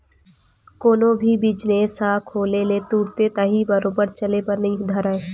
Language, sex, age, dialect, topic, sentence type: Chhattisgarhi, female, 18-24, Western/Budati/Khatahi, banking, statement